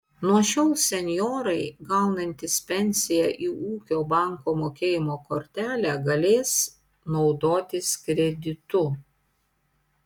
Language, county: Lithuanian, Panevėžys